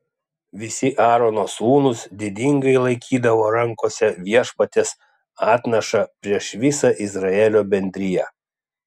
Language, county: Lithuanian, Klaipėda